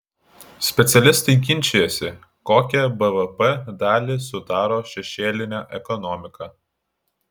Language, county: Lithuanian, Klaipėda